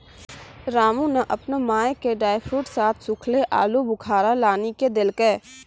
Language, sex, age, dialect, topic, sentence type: Maithili, female, 18-24, Angika, agriculture, statement